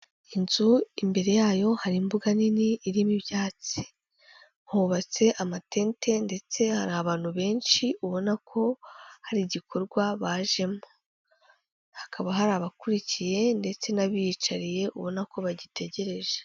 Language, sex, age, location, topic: Kinyarwanda, female, 18-24, Kigali, health